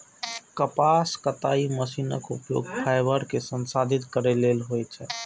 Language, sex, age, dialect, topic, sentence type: Maithili, male, 18-24, Eastern / Thethi, agriculture, statement